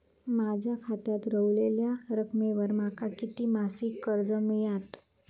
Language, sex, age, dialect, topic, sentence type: Marathi, female, 18-24, Southern Konkan, banking, question